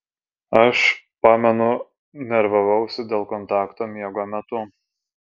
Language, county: Lithuanian, Vilnius